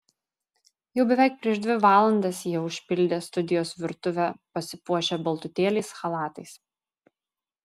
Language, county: Lithuanian, Vilnius